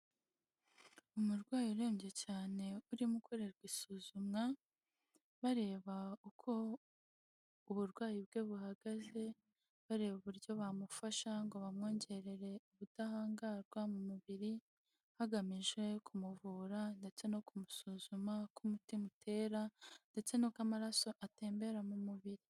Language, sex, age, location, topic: Kinyarwanda, female, 18-24, Huye, health